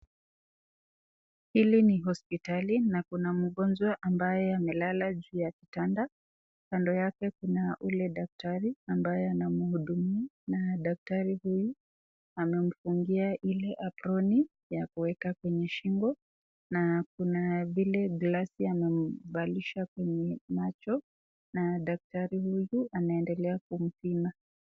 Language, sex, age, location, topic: Swahili, female, 36-49, Nakuru, health